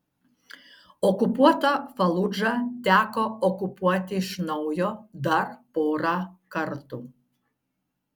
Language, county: Lithuanian, Šiauliai